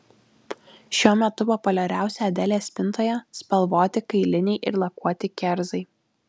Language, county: Lithuanian, Alytus